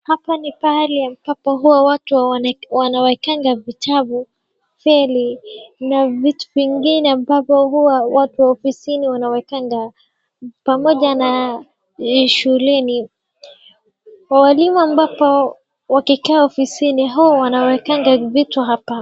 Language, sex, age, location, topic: Swahili, female, 36-49, Wajir, education